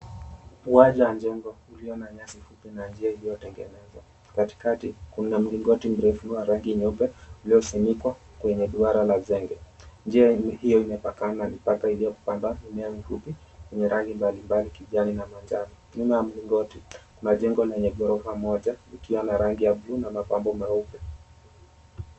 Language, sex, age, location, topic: Swahili, male, 18-24, Mombasa, education